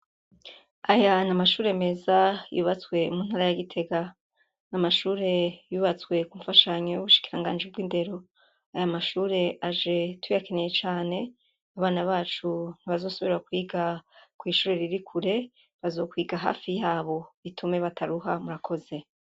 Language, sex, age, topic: Rundi, female, 36-49, education